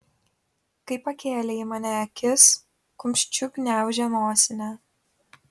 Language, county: Lithuanian, Kaunas